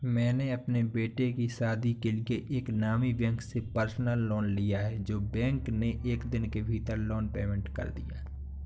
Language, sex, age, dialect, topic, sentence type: Hindi, male, 25-30, Awadhi Bundeli, banking, statement